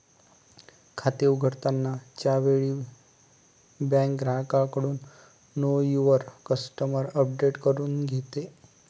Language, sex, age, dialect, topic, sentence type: Marathi, male, 25-30, Northern Konkan, banking, statement